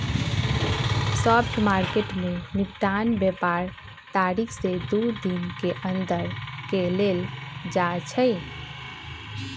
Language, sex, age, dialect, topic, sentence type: Magahi, female, 25-30, Western, banking, statement